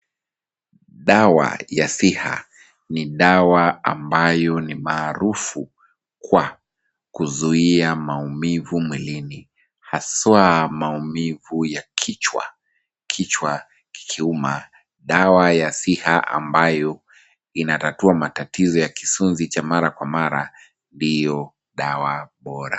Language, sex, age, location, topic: Swahili, male, 25-35, Kisumu, health